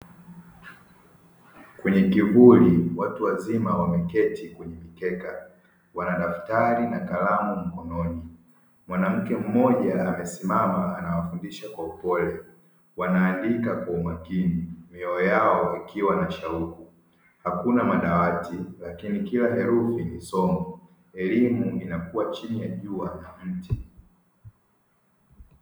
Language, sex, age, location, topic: Swahili, male, 50+, Dar es Salaam, education